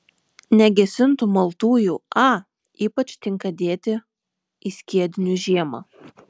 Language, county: Lithuanian, Vilnius